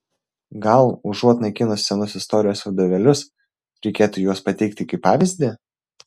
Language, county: Lithuanian, Vilnius